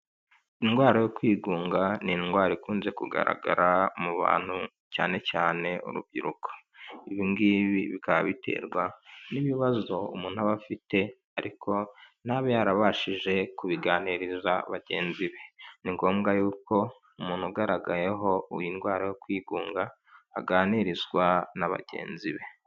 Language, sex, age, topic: Kinyarwanda, male, 25-35, health